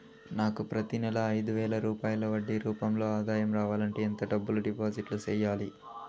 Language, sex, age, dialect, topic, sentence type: Telugu, male, 18-24, Southern, banking, question